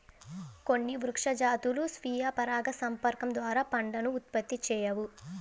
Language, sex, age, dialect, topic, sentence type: Telugu, female, 18-24, Central/Coastal, agriculture, statement